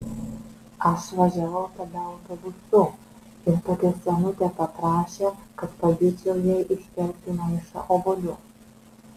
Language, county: Lithuanian, Vilnius